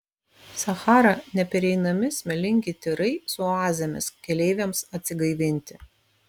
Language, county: Lithuanian, Vilnius